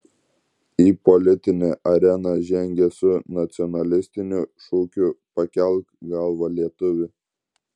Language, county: Lithuanian, Klaipėda